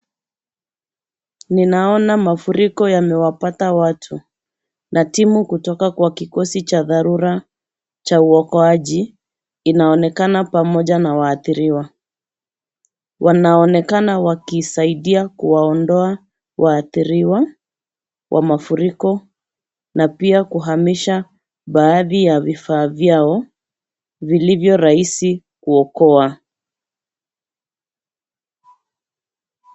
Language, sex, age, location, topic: Swahili, female, 36-49, Nairobi, health